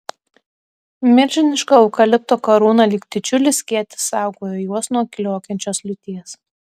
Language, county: Lithuanian, Alytus